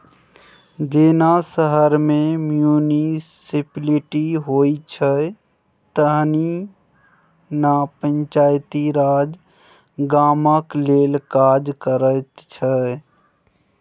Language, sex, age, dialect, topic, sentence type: Maithili, male, 60-100, Bajjika, banking, statement